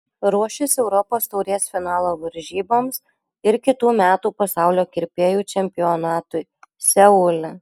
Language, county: Lithuanian, Alytus